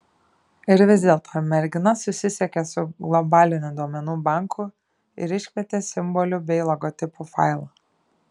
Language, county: Lithuanian, Šiauliai